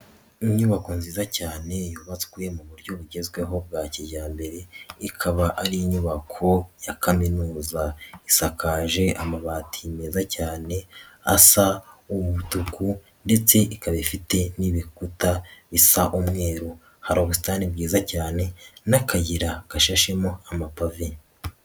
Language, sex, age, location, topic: Kinyarwanda, male, 18-24, Nyagatare, education